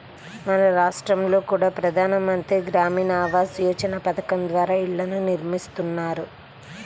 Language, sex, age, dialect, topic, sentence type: Telugu, male, 36-40, Central/Coastal, agriculture, statement